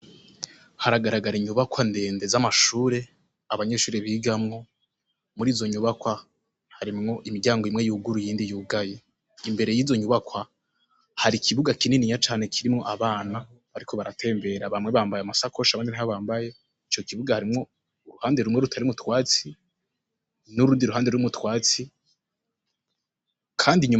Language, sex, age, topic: Rundi, male, 18-24, education